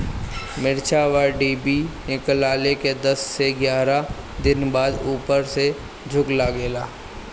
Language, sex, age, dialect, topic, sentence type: Bhojpuri, male, 25-30, Northern, agriculture, question